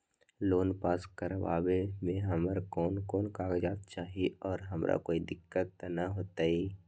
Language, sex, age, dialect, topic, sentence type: Magahi, male, 18-24, Western, banking, question